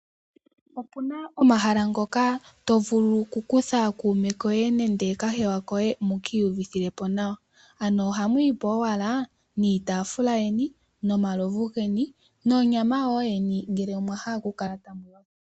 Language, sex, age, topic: Oshiwambo, female, 25-35, agriculture